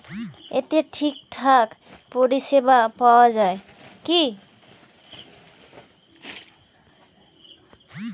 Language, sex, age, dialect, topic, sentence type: Bengali, female, 25-30, Rajbangshi, banking, question